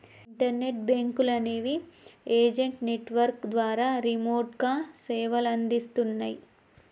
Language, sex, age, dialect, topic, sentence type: Telugu, female, 25-30, Telangana, banking, statement